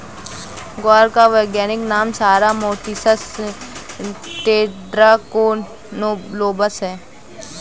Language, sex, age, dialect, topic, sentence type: Hindi, female, 18-24, Awadhi Bundeli, agriculture, statement